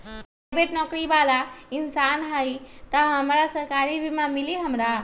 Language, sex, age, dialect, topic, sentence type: Magahi, female, 25-30, Western, agriculture, question